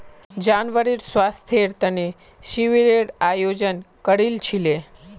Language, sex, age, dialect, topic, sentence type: Magahi, male, 25-30, Northeastern/Surjapuri, agriculture, statement